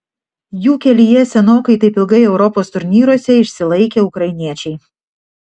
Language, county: Lithuanian, Šiauliai